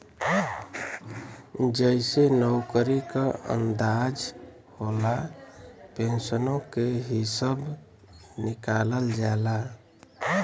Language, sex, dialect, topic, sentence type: Bhojpuri, male, Western, banking, statement